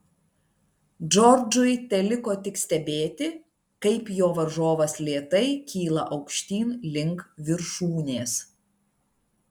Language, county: Lithuanian, Klaipėda